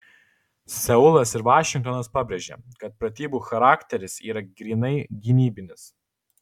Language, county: Lithuanian, Alytus